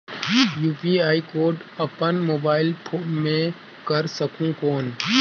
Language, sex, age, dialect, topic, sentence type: Chhattisgarhi, male, 25-30, Northern/Bhandar, banking, question